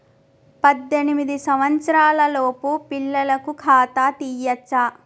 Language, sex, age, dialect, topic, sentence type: Telugu, female, 25-30, Telangana, banking, question